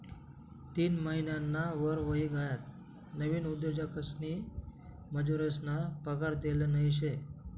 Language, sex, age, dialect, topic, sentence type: Marathi, male, 25-30, Northern Konkan, banking, statement